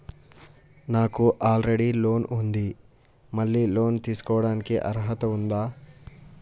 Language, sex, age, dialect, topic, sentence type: Telugu, male, 18-24, Telangana, banking, question